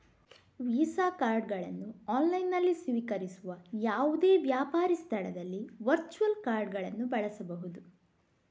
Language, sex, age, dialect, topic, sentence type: Kannada, female, 31-35, Coastal/Dakshin, banking, statement